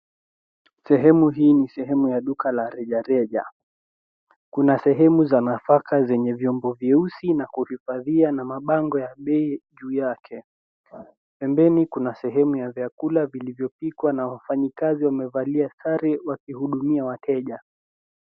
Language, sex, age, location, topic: Swahili, female, 18-24, Nairobi, finance